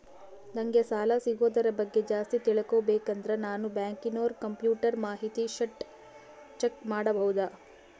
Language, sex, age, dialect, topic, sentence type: Kannada, female, 36-40, Central, banking, question